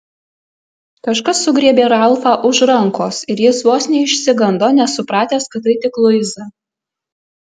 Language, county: Lithuanian, Alytus